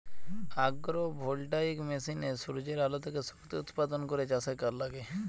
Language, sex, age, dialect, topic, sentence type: Bengali, male, 25-30, Western, agriculture, statement